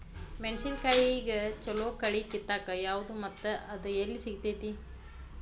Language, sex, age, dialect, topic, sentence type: Kannada, female, 25-30, Dharwad Kannada, agriculture, question